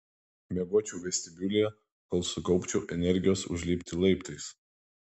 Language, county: Lithuanian, Vilnius